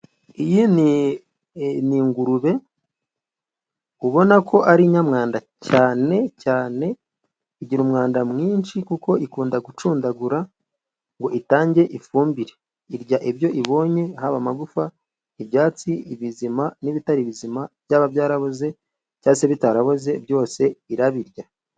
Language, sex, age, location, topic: Kinyarwanda, male, 25-35, Musanze, agriculture